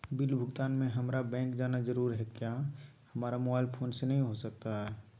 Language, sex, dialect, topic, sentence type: Magahi, male, Southern, banking, question